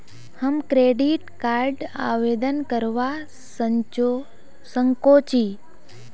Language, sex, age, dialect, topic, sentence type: Magahi, female, 18-24, Northeastern/Surjapuri, banking, question